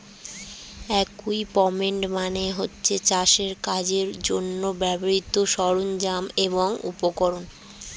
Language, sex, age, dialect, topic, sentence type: Bengali, female, 36-40, Standard Colloquial, agriculture, statement